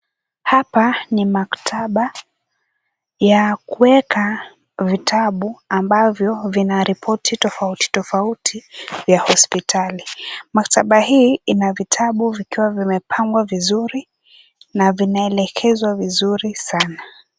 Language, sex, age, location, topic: Swahili, female, 18-24, Kisumu, education